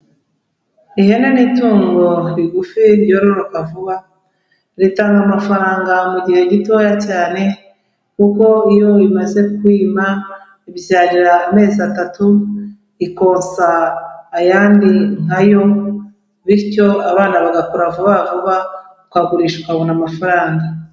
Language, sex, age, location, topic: Kinyarwanda, female, 36-49, Kigali, agriculture